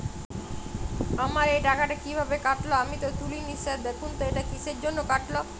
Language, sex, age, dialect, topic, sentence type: Bengali, female, 25-30, Jharkhandi, banking, question